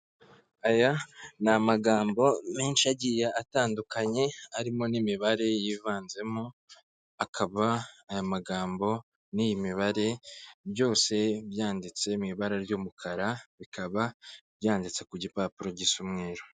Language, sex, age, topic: Kinyarwanda, male, 25-35, government